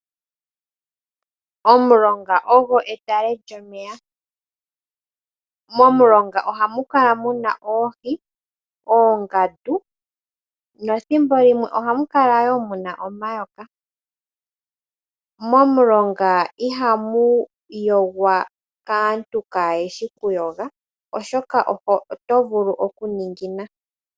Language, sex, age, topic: Oshiwambo, female, 18-24, agriculture